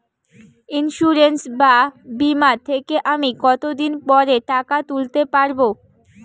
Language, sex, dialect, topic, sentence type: Bengali, female, Rajbangshi, banking, question